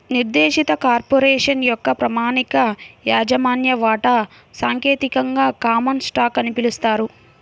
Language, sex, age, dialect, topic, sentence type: Telugu, female, 25-30, Central/Coastal, banking, statement